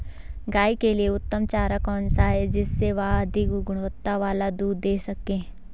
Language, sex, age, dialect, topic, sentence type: Hindi, female, 18-24, Garhwali, agriculture, question